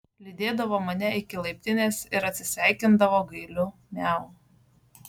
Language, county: Lithuanian, Šiauliai